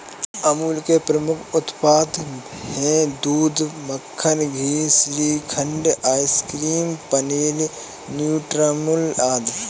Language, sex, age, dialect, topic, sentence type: Hindi, male, 18-24, Kanauji Braj Bhasha, agriculture, statement